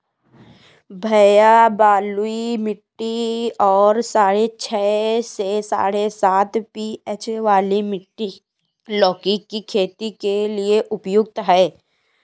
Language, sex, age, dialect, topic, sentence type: Hindi, female, 18-24, Kanauji Braj Bhasha, agriculture, statement